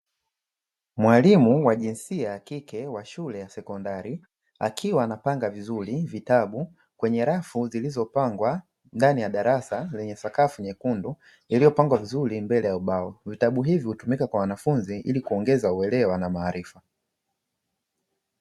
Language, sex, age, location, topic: Swahili, male, 25-35, Dar es Salaam, education